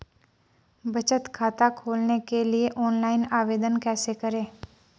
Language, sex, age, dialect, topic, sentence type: Hindi, female, 25-30, Marwari Dhudhari, banking, question